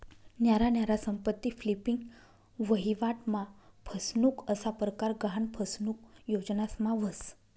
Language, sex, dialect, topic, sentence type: Marathi, female, Northern Konkan, banking, statement